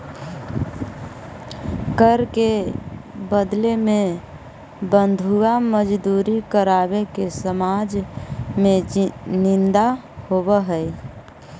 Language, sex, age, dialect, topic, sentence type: Magahi, male, 18-24, Central/Standard, banking, statement